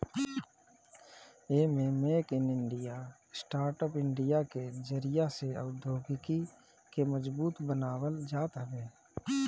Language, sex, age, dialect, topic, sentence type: Bhojpuri, male, 31-35, Northern, banking, statement